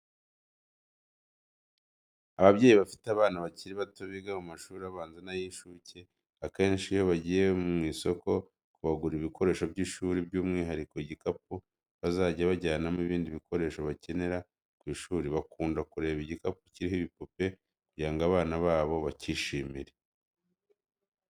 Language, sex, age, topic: Kinyarwanda, male, 25-35, education